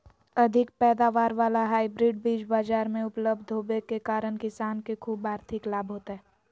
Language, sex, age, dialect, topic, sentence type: Magahi, female, 18-24, Southern, agriculture, statement